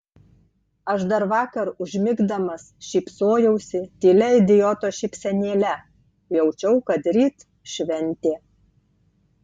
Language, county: Lithuanian, Tauragė